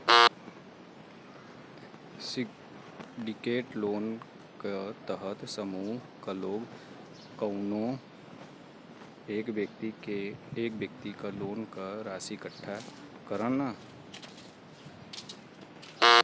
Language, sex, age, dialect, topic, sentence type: Bhojpuri, male, 18-24, Western, banking, statement